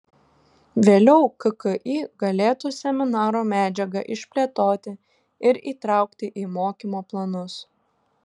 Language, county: Lithuanian, Šiauliai